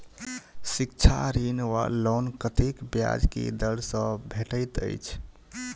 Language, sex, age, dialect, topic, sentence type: Maithili, male, 25-30, Southern/Standard, banking, question